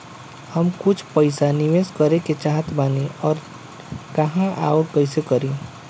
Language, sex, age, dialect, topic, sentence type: Bhojpuri, male, 25-30, Southern / Standard, banking, question